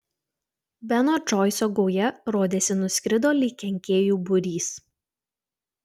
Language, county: Lithuanian, Utena